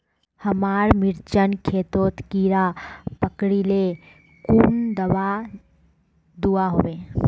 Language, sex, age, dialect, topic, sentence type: Magahi, female, 25-30, Northeastern/Surjapuri, agriculture, question